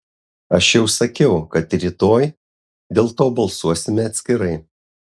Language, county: Lithuanian, Utena